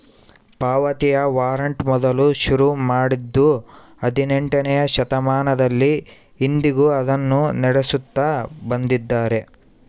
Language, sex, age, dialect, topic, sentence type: Kannada, male, 18-24, Central, banking, statement